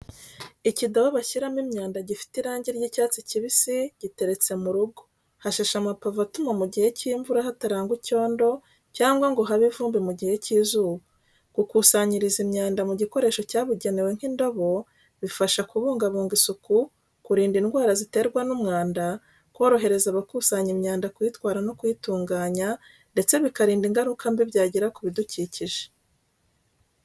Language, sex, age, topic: Kinyarwanda, female, 36-49, education